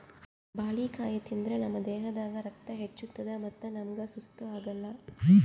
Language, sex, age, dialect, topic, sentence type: Kannada, female, 18-24, Northeastern, agriculture, statement